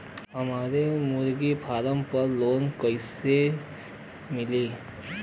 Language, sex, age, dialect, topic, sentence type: Bhojpuri, male, 18-24, Western, banking, question